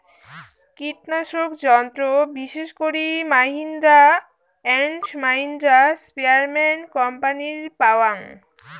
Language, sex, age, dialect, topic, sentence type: Bengali, female, 18-24, Rajbangshi, agriculture, statement